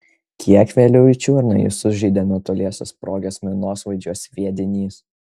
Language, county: Lithuanian, Kaunas